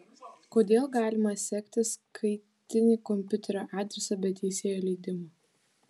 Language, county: Lithuanian, Vilnius